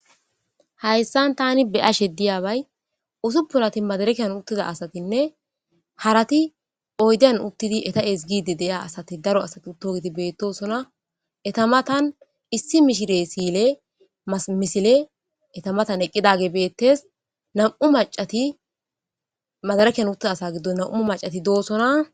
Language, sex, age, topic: Gamo, female, 18-24, government